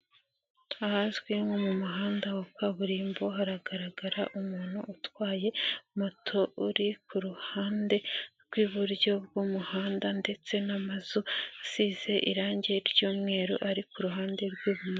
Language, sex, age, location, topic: Kinyarwanda, female, 25-35, Nyagatare, finance